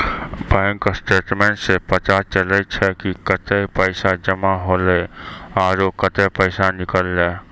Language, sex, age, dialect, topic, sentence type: Maithili, male, 60-100, Angika, banking, statement